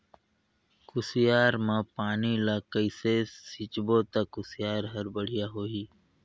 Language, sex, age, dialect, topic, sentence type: Chhattisgarhi, male, 60-100, Northern/Bhandar, agriculture, question